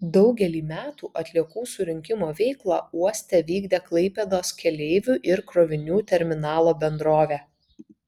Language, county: Lithuanian, Vilnius